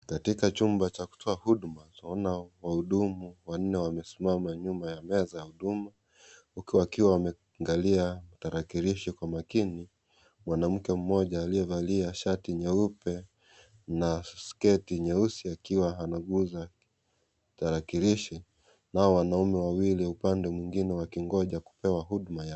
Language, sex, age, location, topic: Swahili, male, 25-35, Kisii, government